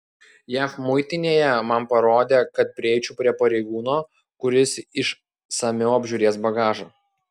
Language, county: Lithuanian, Klaipėda